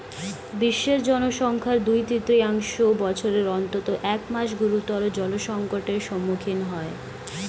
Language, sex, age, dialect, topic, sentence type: Bengali, female, 18-24, Standard Colloquial, agriculture, statement